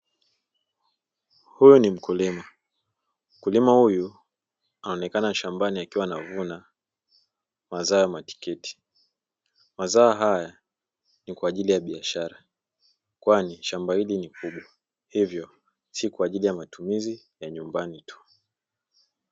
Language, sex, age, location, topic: Swahili, male, 25-35, Dar es Salaam, agriculture